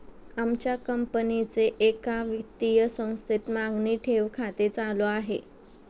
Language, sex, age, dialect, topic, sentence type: Marathi, female, 25-30, Standard Marathi, banking, statement